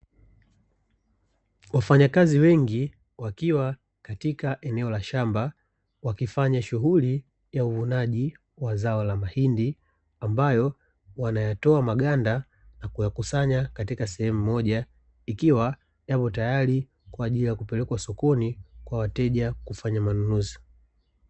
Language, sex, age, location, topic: Swahili, male, 25-35, Dar es Salaam, agriculture